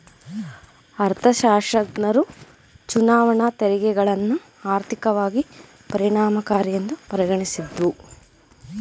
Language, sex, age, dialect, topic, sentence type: Kannada, female, 25-30, Mysore Kannada, banking, statement